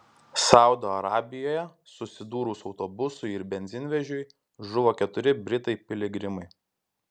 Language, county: Lithuanian, Klaipėda